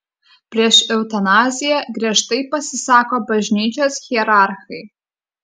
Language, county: Lithuanian, Kaunas